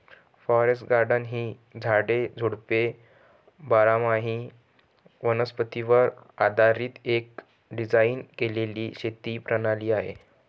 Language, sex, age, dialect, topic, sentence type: Marathi, male, 18-24, Northern Konkan, agriculture, statement